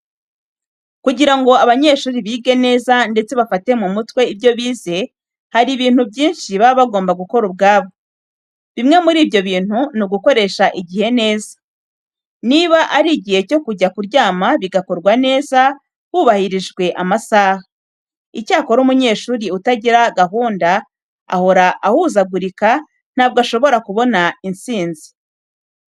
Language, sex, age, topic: Kinyarwanda, female, 36-49, education